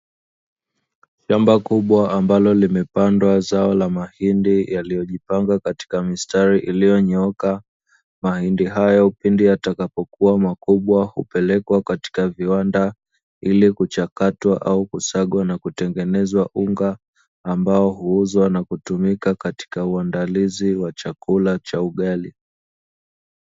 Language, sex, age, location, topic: Swahili, male, 25-35, Dar es Salaam, agriculture